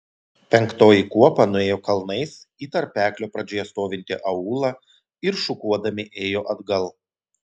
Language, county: Lithuanian, Telšiai